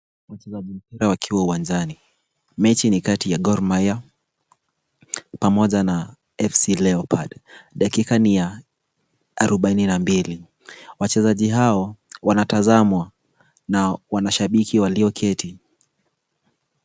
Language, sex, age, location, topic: Swahili, male, 18-24, Kisumu, government